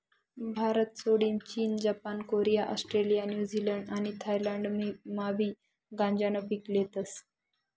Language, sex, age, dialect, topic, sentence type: Marathi, female, 41-45, Northern Konkan, agriculture, statement